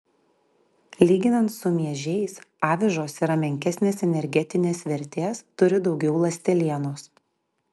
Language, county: Lithuanian, Klaipėda